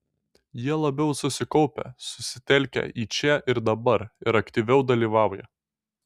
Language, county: Lithuanian, Šiauliai